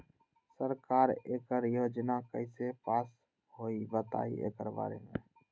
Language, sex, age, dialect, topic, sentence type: Magahi, male, 46-50, Western, agriculture, question